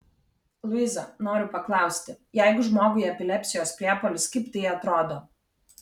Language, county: Lithuanian, Kaunas